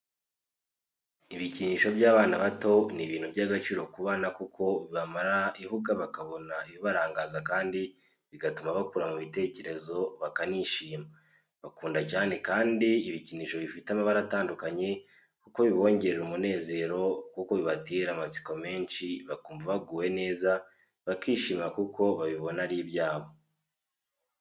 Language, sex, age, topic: Kinyarwanda, male, 18-24, education